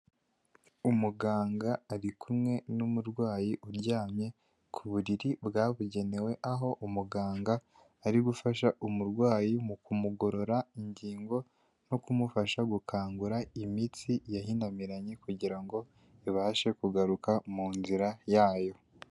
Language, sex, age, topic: Kinyarwanda, male, 18-24, health